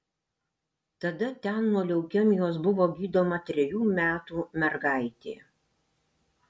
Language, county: Lithuanian, Alytus